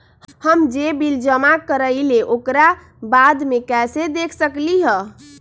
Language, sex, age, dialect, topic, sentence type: Magahi, female, 25-30, Western, banking, question